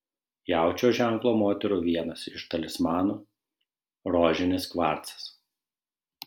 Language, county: Lithuanian, Šiauliai